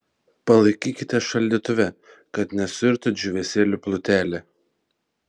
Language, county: Lithuanian, Vilnius